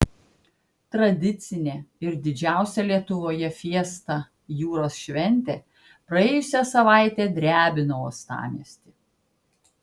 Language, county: Lithuanian, Klaipėda